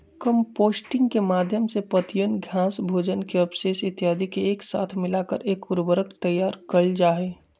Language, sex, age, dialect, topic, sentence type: Magahi, male, 25-30, Western, agriculture, statement